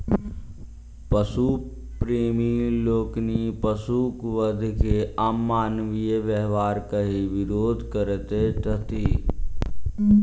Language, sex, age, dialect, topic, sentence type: Maithili, male, 25-30, Southern/Standard, agriculture, statement